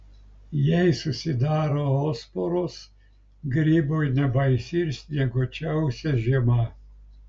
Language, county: Lithuanian, Klaipėda